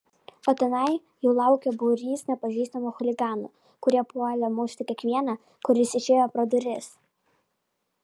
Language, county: Lithuanian, Vilnius